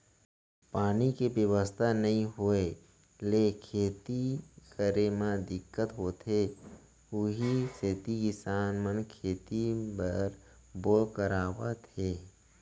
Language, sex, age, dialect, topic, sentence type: Chhattisgarhi, male, 25-30, Central, agriculture, statement